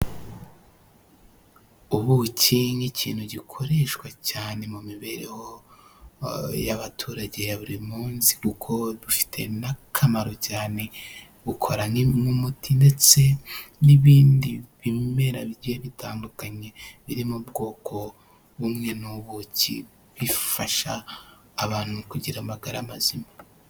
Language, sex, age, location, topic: Kinyarwanda, male, 18-24, Huye, health